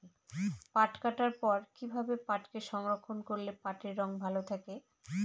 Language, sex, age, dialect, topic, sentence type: Bengali, female, 36-40, Northern/Varendri, agriculture, question